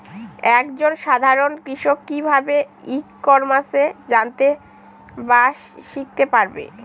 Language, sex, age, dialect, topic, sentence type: Bengali, female, 18-24, Northern/Varendri, agriculture, question